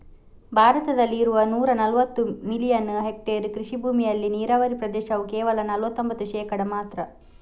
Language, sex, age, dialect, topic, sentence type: Kannada, female, 18-24, Coastal/Dakshin, agriculture, statement